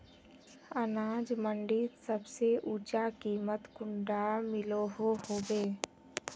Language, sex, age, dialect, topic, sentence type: Magahi, female, 18-24, Northeastern/Surjapuri, agriculture, question